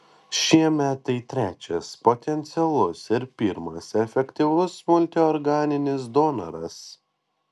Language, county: Lithuanian, Panevėžys